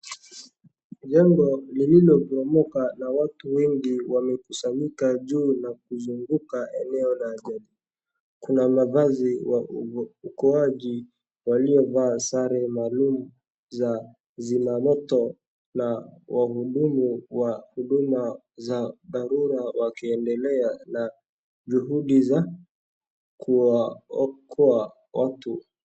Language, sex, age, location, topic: Swahili, male, 18-24, Wajir, health